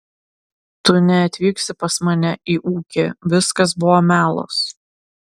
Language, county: Lithuanian, Klaipėda